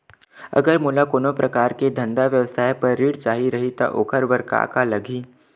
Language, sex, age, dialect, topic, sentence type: Chhattisgarhi, male, 18-24, Western/Budati/Khatahi, banking, question